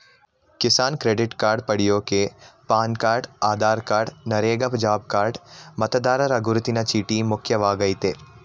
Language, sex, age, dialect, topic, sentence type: Kannada, male, 18-24, Mysore Kannada, agriculture, statement